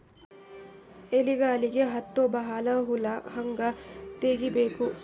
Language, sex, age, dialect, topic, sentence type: Kannada, female, 18-24, Northeastern, agriculture, question